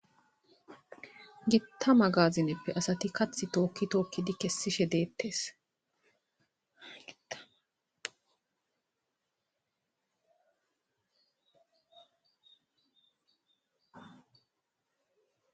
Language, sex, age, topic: Gamo, female, 25-35, agriculture